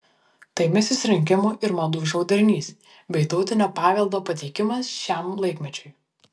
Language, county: Lithuanian, Vilnius